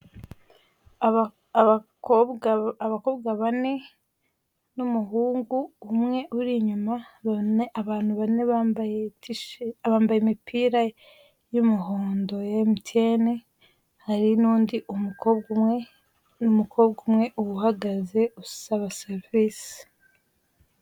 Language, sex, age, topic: Kinyarwanda, female, 18-24, finance